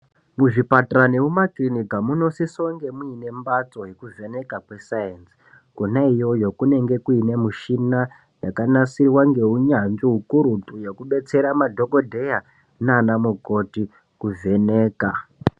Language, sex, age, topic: Ndau, female, 18-24, health